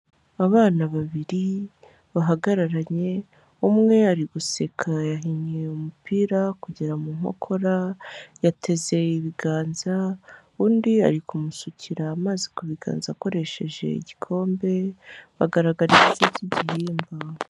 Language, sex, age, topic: Kinyarwanda, female, 18-24, health